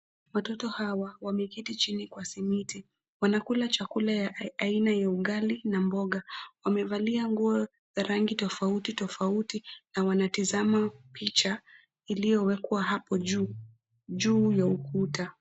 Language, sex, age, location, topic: Swahili, female, 25-35, Nairobi, government